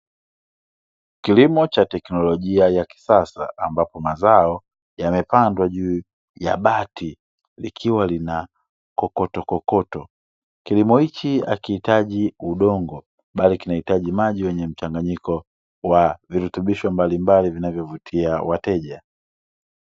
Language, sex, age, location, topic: Swahili, male, 25-35, Dar es Salaam, agriculture